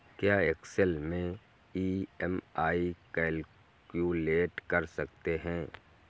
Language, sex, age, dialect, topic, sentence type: Hindi, male, 51-55, Kanauji Braj Bhasha, banking, statement